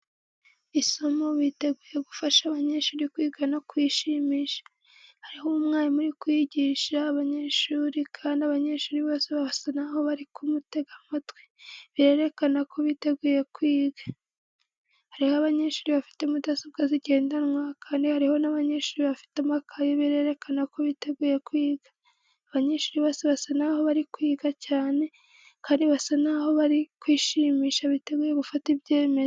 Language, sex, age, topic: Kinyarwanda, female, 18-24, education